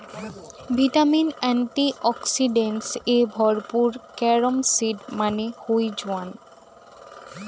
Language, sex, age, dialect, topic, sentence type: Bengali, female, 18-24, Rajbangshi, agriculture, statement